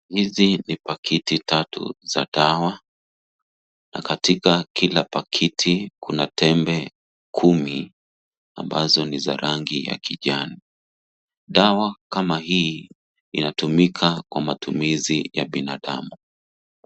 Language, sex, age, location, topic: Swahili, male, 36-49, Nairobi, health